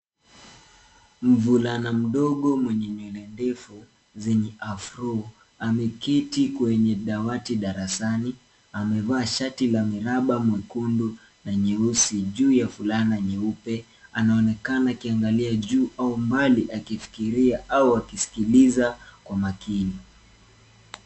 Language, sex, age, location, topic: Swahili, male, 18-24, Nairobi, education